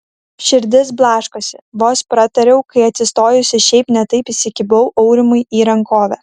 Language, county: Lithuanian, Kaunas